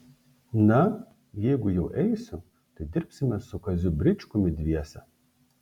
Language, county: Lithuanian, Šiauliai